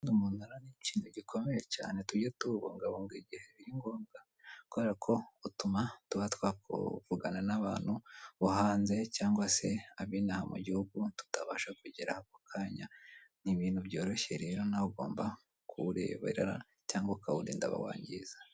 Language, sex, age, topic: Kinyarwanda, male, 18-24, government